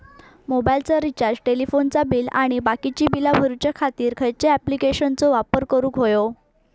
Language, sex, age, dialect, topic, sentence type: Marathi, female, 18-24, Southern Konkan, banking, question